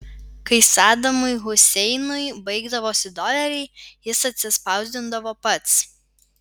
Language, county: Lithuanian, Vilnius